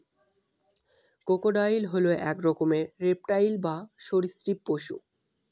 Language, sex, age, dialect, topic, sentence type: Bengali, male, 18-24, Northern/Varendri, agriculture, statement